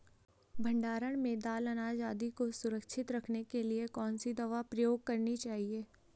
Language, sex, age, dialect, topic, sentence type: Hindi, female, 18-24, Garhwali, agriculture, question